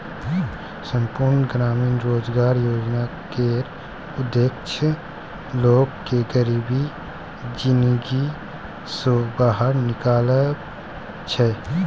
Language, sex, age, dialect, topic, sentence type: Maithili, male, 18-24, Bajjika, banking, statement